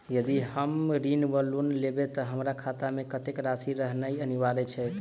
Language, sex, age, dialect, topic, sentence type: Maithili, male, 25-30, Southern/Standard, banking, question